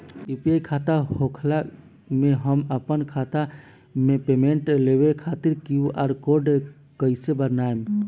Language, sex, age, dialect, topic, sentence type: Bhojpuri, male, 18-24, Southern / Standard, banking, question